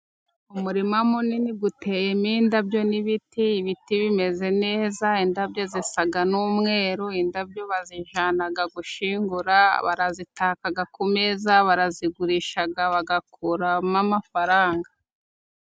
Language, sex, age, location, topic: Kinyarwanda, female, 36-49, Musanze, agriculture